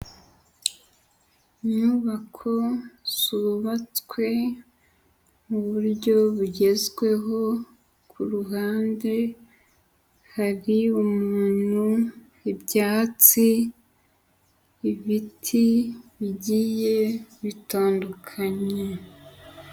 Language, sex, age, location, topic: Kinyarwanda, female, 25-35, Huye, education